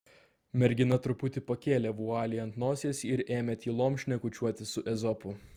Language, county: Lithuanian, Vilnius